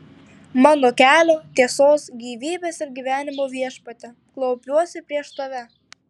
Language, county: Lithuanian, Tauragė